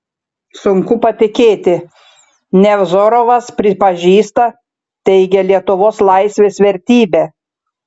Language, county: Lithuanian, Šiauliai